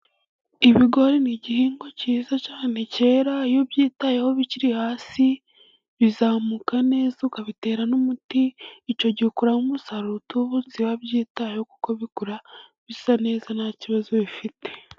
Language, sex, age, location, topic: Kinyarwanda, male, 18-24, Burera, agriculture